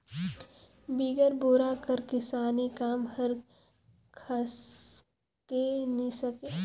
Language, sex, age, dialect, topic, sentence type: Chhattisgarhi, female, 18-24, Northern/Bhandar, agriculture, statement